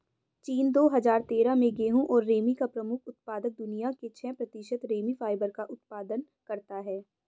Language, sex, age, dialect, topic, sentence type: Hindi, female, 18-24, Hindustani Malvi Khadi Boli, agriculture, statement